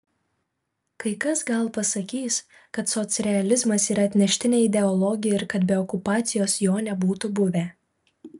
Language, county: Lithuanian, Vilnius